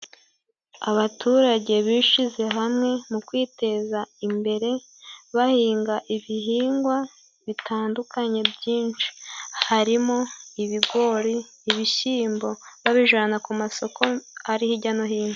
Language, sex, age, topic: Kinyarwanda, male, 18-24, agriculture